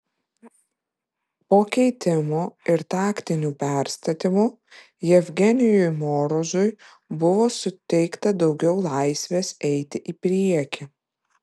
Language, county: Lithuanian, Vilnius